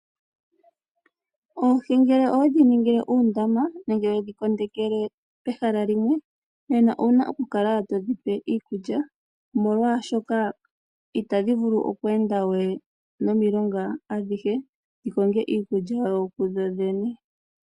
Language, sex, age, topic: Oshiwambo, female, 25-35, agriculture